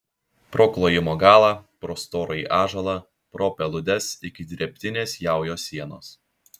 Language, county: Lithuanian, Šiauliai